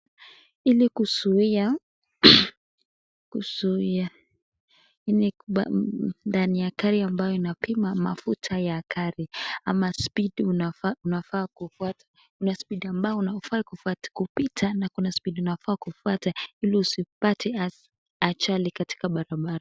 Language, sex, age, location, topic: Swahili, female, 25-35, Nakuru, finance